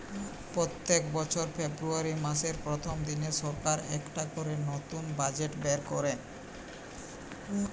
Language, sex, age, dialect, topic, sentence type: Bengali, male, 18-24, Western, banking, statement